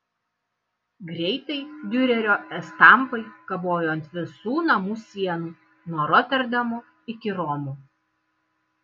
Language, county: Lithuanian, Kaunas